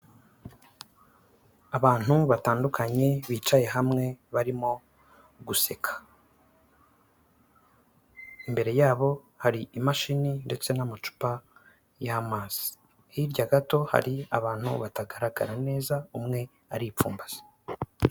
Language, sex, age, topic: Kinyarwanda, male, 25-35, government